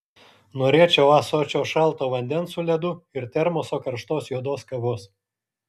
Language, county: Lithuanian, Kaunas